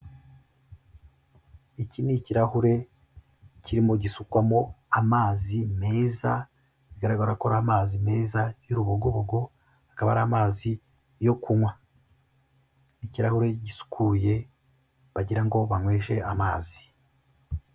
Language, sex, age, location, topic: Kinyarwanda, male, 36-49, Kigali, health